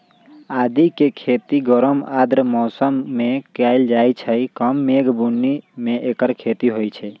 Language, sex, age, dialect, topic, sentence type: Magahi, male, 18-24, Western, agriculture, statement